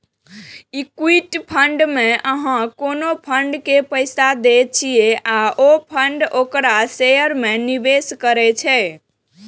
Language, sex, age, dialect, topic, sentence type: Maithili, female, 18-24, Eastern / Thethi, banking, statement